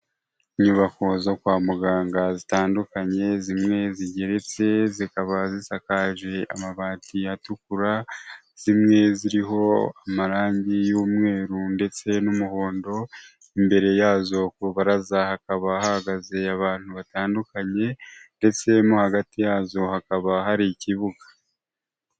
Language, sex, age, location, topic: Kinyarwanda, male, 25-35, Huye, health